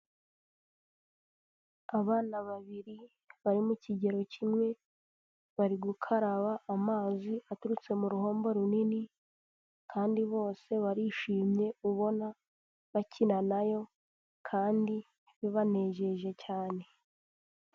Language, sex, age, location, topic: Kinyarwanda, female, 18-24, Huye, health